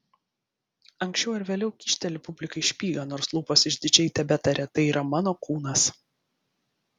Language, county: Lithuanian, Vilnius